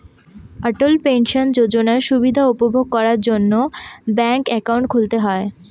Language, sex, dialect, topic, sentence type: Bengali, female, Northern/Varendri, banking, statement